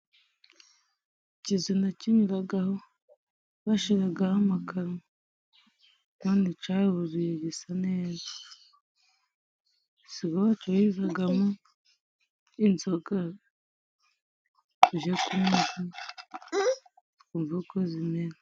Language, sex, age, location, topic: Kinyarwanda, female, 25-35, Musanze, finance